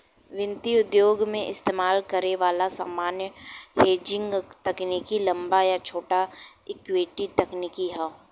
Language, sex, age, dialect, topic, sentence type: Bhojpuri, female, 18-24, Western, banking, statement